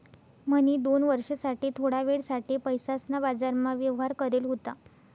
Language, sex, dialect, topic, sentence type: Marathi, female, Northern Konkan, banking, statement